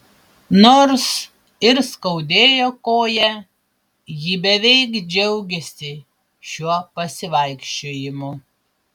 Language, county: Lithuanian, Panevėžys